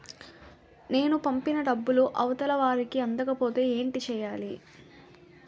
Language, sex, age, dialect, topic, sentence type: Telugu, female, 18-24, Utterandhra, banking, question